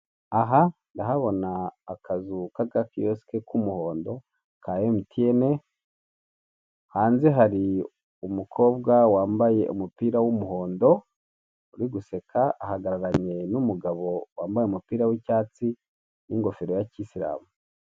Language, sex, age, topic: Kinyarwanda, male, 36-49, finance